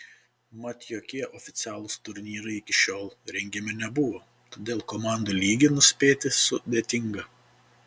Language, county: Lithuanian, Panevėžys